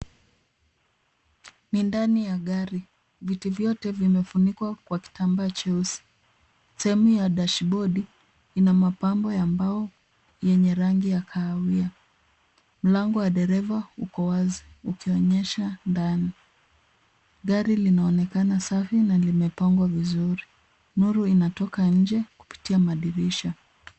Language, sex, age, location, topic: Swahili, female, 25-35, Nairobi, finance